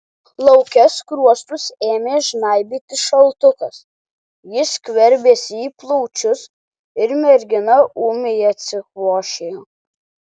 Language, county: Lithuanian, Alytus